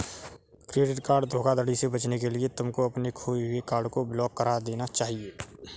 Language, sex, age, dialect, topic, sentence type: Hindi, male, 18-24, Kanauji Braj Bhasha, banking, statement